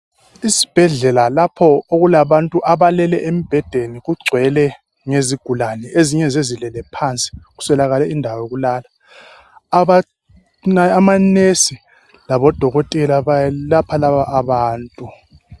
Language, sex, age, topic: North Ndebele, male, 36-49, health